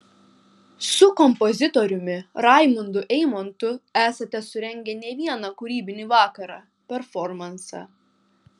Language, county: Lithuanian, Kaunas